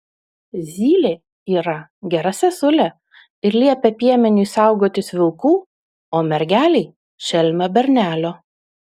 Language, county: Lithuanian, Utena